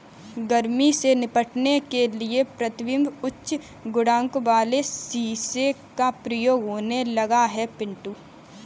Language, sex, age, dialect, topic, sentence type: Hindi, female, 25-30, Kanauji Braj Bhasha, agriculture, statement